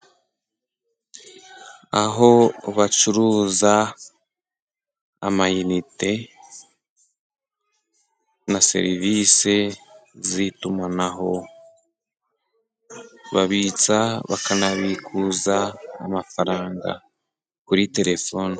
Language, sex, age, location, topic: Kinyarwanda, male, 18-24, Musanze, finance